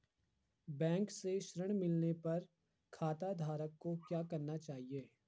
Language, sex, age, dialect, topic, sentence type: Hindi, male, 51-55, Garhwali, banking, question